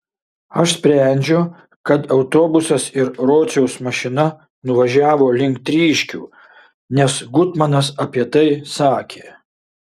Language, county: Lithuanian, Šiauliai